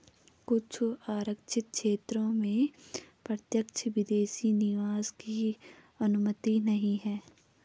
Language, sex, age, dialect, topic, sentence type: Hindi, female, 18-24, Garhwali, banking, statement